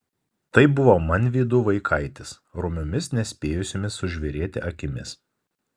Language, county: Lithuanian, Kaunas